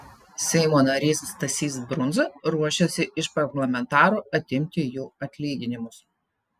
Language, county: Lithuanian, Telšiai